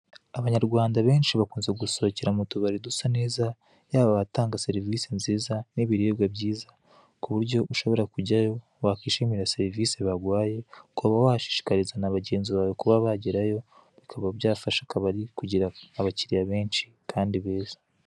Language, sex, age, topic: Kinyarwanda, male, 18-24, finance